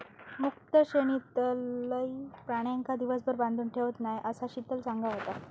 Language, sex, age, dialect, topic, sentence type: Marathi, female, 31-35, Southern Konkan, agriculture, statement